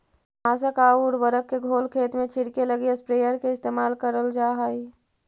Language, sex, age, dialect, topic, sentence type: Magahi, female, 51-55, Central/Standard, banking, statement